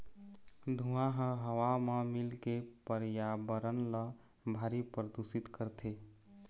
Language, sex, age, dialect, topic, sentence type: Chhattisgarhi, male, 25-30, Eastern, agriculture, statement